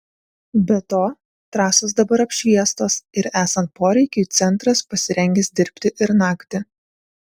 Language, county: Lithuanian, Vilnius